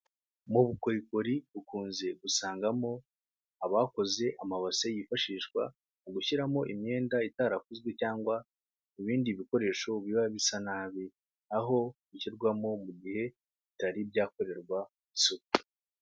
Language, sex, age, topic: Kinyarwanda, male, 25-35, finance